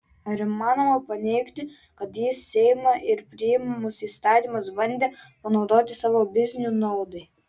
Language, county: Lithuanian, Vilnius